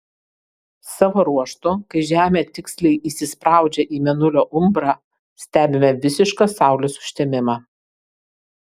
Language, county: Lithuanian, Kaunas